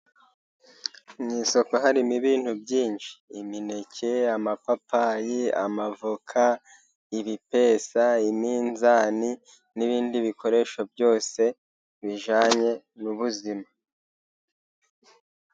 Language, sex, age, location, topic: Kinyarwanda, male, 18-24, Huye, health